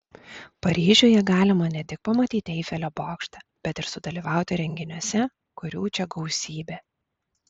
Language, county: Lithuanian, Klaipėda